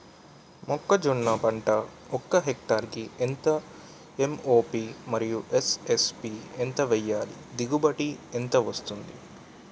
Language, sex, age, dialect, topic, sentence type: Telugu, male, 18-24, Utterandhra, agriculture, question